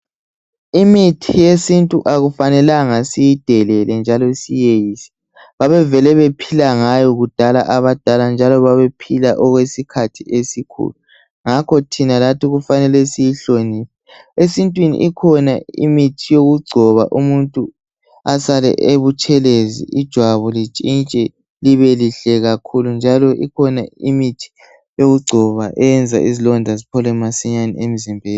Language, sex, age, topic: North Ndebele, male, 18-24, health